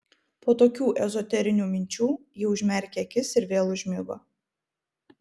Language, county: Lithuanian, Vilnius